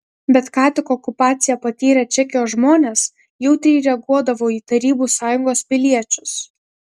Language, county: Lithuanian, Kaunas